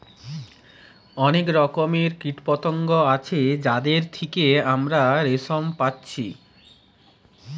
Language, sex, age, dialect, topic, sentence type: Bengali, male, 31-35, Western, agriculture, statement